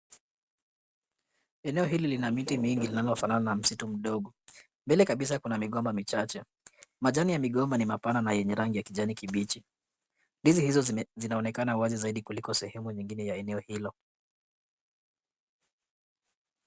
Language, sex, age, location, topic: Swahili, male, 18-24, Kisumu, agriculture